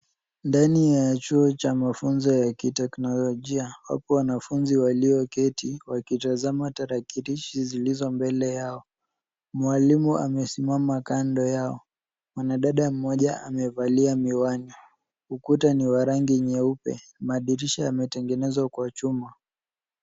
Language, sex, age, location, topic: Swahili, male, 18-24, Nairobi, education